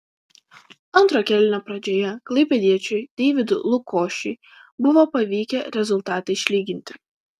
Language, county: Lithuanian, Vilnius